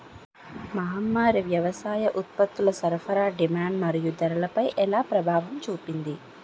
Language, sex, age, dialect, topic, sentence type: Telugu, female, 18-24, Utterandhra, agriculture, question